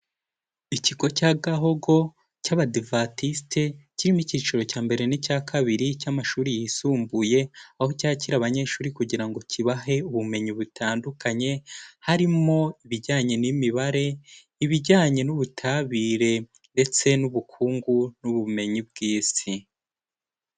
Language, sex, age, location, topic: Kinyarwanda, male, 18-24, Kigali, education